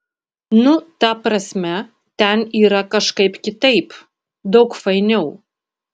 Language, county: Lithuanian, Panevėžys